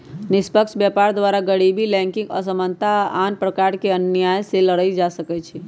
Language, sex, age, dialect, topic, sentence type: Magahi, male, 31-35, Western, banking, statement